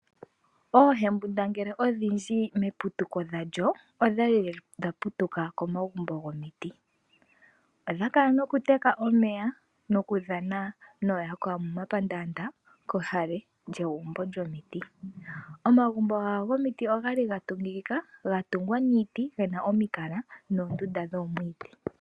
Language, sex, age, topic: Oshiwambo, female, 18-24, agriculture